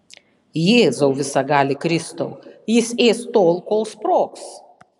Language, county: Lithuanian, Panevėžys